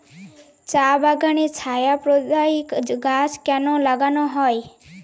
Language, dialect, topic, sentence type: Bengali, Jharkhandi, agriculture, question